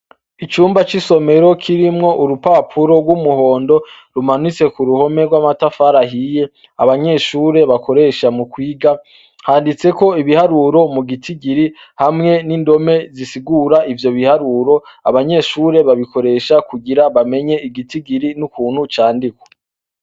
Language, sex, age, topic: Rundi, male, 25-35, education